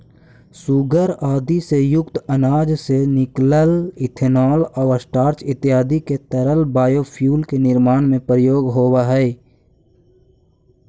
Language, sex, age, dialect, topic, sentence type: Magahi, male, 18-24, Central/Standard, banking, statement